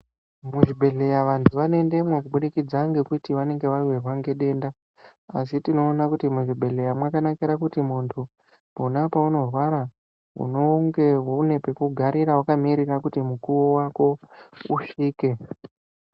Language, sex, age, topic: Ndau, male, 18-24, health